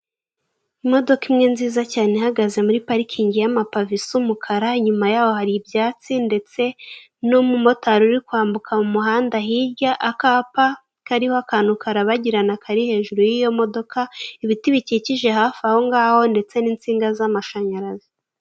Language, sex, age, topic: Kinyarwanda, female, 18-24, finance